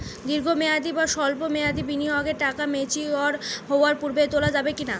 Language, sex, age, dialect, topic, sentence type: Bengali, female, 18-24, Western, banking, question